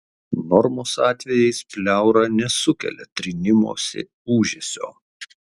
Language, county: Lithuanian, Kaunas